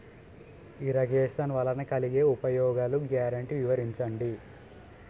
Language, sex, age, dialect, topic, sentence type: Telugu, male, 18-24, Utterandhra, agriculture, question